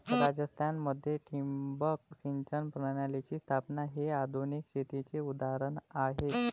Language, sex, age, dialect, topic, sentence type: Marathi, male, 25-30, Varhadi, agriculture, statement